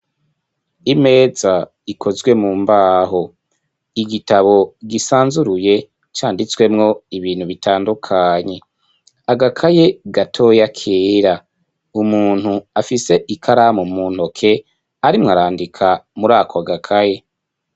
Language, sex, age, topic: Rundi, male, 25-35, education